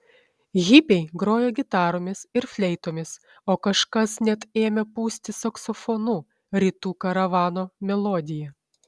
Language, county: Lithuanian, Šiauliai